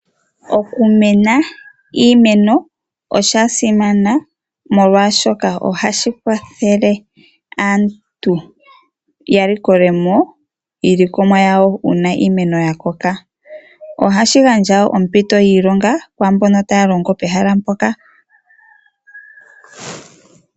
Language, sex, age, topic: Oshiwambo, female, 25-35, agriculture